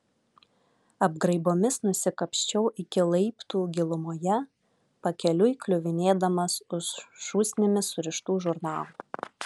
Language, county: Lithuanian, Vilnius